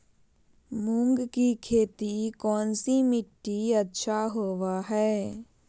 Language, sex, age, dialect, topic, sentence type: Magahi, female, 18-24, Southern, agriculture, question